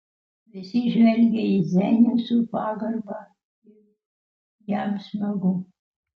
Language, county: Lithuanian, Utena